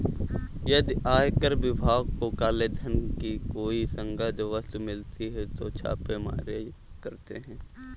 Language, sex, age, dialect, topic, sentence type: Hindi, male, 18-24, Kanauji Braj Bhasha, banking, statement